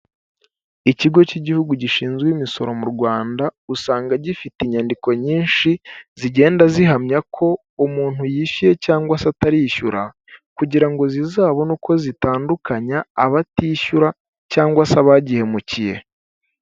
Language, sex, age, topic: Kinyarwanda, male, 25-35, finance